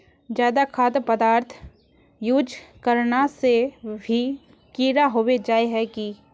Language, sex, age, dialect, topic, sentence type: Magahi, female, 18-24, Northeastern/Surjapuri, agriculture, question